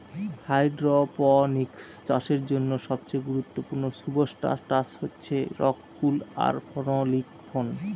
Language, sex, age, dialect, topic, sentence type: Bengali, male, 31-35, Northern/Varendri, agriculture, statement